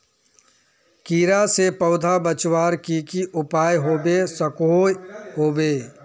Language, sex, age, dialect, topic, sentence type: Magahi, male, 41-45, Northeastern/Surjapuri, agriculture, question